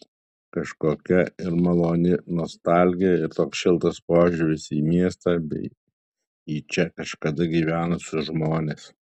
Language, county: Lithuanian, Alytus